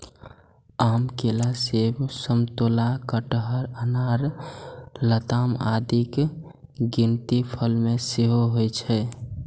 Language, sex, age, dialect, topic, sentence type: Maithili, male, 18-24, Eastern / Thethi, agriculture, statement